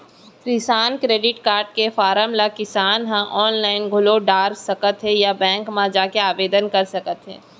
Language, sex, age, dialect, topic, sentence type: Chhattisgarhi, female, 18-24, Central, banking, statement